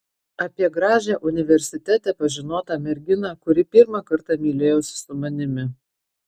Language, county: Lithuanian, Marijampolė